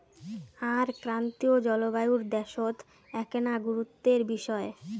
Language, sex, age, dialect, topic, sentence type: Bengali, female, 18-24, Rajbangshi, agriculture, statement